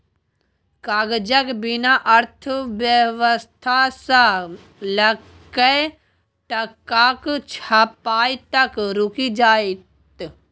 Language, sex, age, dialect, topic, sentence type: Maithili, male, 18-24, Bajjika, agriculture, statement